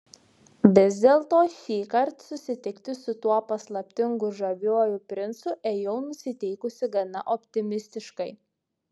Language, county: Lithuanian, Šiauliai